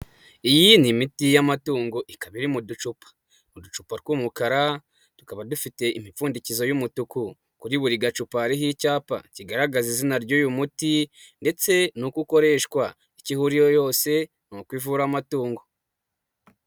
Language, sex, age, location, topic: Kinyarwanda, male, 25-35, Nyagatare, agriculture